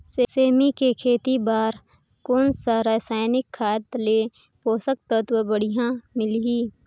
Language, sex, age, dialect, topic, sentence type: Chhattisgarhi, female, 25-30, Northern/Bhandar, agriculture, question